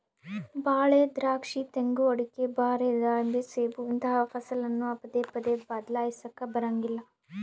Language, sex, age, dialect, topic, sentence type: Kannada, female, 18-24, Central, agriculture, statement